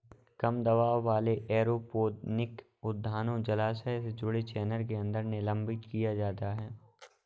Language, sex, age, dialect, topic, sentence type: Hindi, male, 18-24, Awadhi Bundeli, agriculture, statement